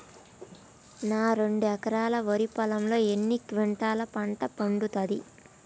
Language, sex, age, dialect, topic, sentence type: Telugu, female, 25-30, Telangana, agriculture, question